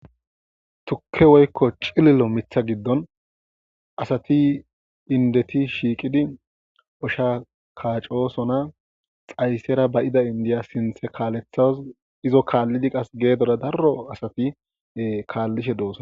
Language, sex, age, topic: Gamo, male, 25-35, agriculture